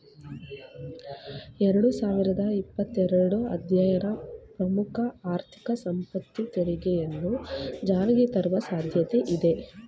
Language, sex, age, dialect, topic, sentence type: Kannada, female, 25-30, Mysore Kannada, banking, statement